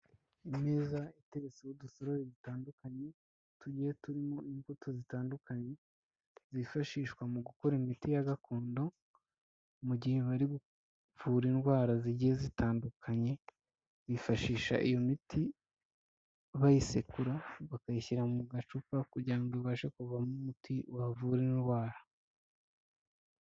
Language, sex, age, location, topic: Kinyarwanda, male, 25-35, Kigali, health